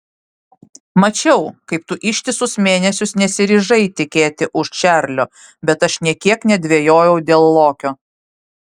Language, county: Lithuanian, Vilnius